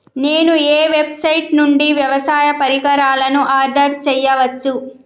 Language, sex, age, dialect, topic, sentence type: Telugu, female, 31-35, Telangana, agriculture, question